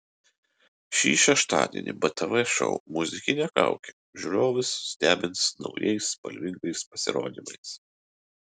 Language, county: Lithuanian, Utena